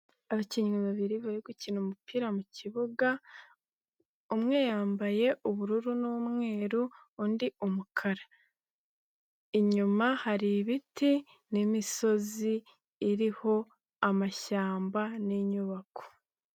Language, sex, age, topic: Kinyarwanda, female, 18-24, government